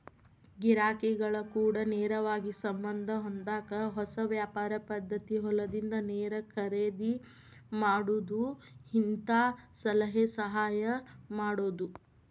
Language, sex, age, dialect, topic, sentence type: Kannada, female, 25-30, Dharwad Kannada, agriculture, statement